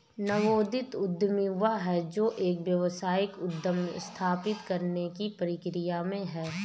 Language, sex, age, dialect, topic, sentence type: Hindi, female, 31-35, Awadhi Bundeli, banking, statement